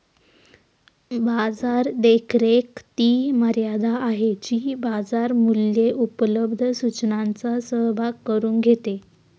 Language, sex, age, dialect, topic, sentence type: Marathi, female, 18-24, Northern Konkan, banking, statement